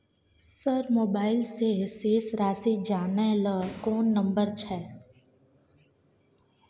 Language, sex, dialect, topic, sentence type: Maithili, female, Bajjika, banking, question